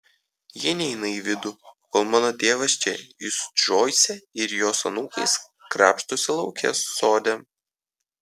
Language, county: Lithuanian, Kaunas